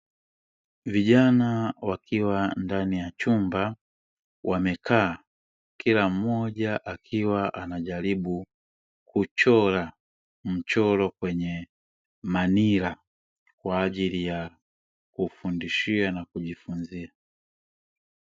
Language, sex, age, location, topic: Swahili, male, 25-35, Dar es Salaam, education